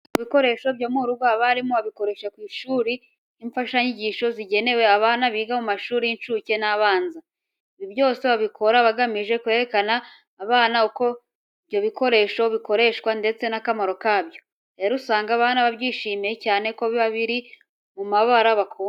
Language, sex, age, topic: Kinyarwanda, female, 18-24, education